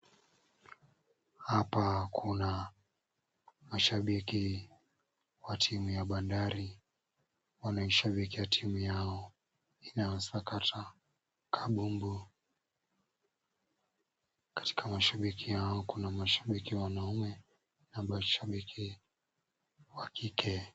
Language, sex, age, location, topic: Swahili, male, 18-24, Kisumu, government